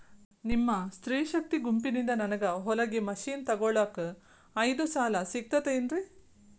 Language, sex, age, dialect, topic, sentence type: Kannada, female, 36-40, Dharwad Kannada, banking, question